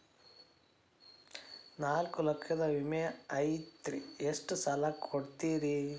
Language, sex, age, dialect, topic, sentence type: Kannada, male, 31-35, Dharwad Kannada, banking, question